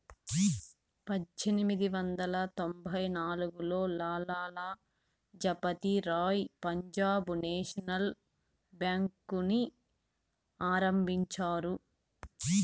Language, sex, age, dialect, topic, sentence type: Telugu, female, 36-40, Southern, banking, statement